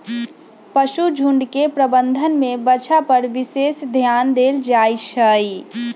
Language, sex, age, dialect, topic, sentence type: Magahi, female, 25-30, Western, agriculture, statement